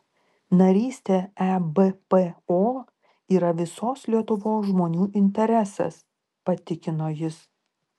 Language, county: Lithuanian, Klaipėda